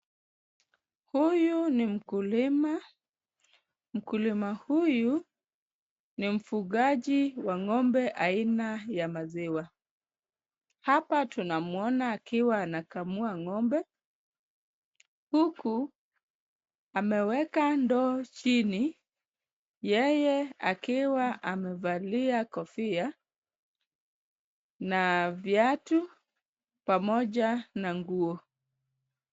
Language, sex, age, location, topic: Swahili, female, 25-35, Kisumu, agriculture